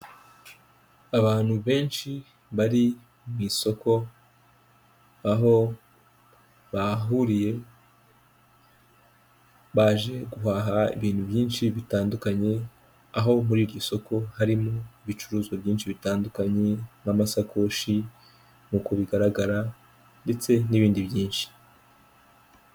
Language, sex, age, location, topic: Kinyarwanda, male, 18-24, Kigali, finance